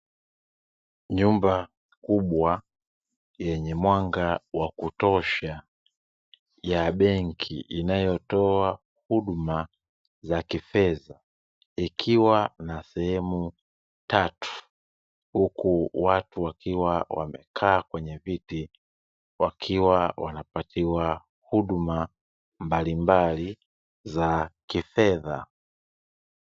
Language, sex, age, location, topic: Swahili, male, 25-35, Dar es Salaam, finance